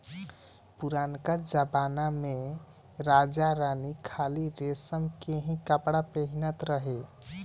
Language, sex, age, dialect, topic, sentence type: Bhojpuri, male, 18-24, Northern, agriculture, statement